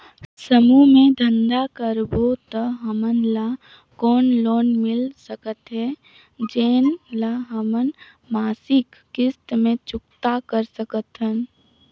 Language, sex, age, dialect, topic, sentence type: Chhattisgarhi, female, 18-24, Northern/Bhandar, banking, question